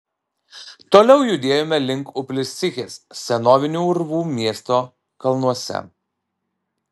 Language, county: Lithuanian, Alytus